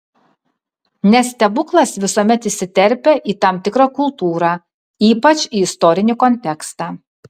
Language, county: Lithuanian, Kaunas